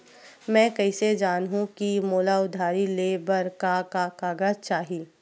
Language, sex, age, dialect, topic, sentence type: Chhattisgarhi, female, 46-50, Western/Budati/Khatahi, banking, question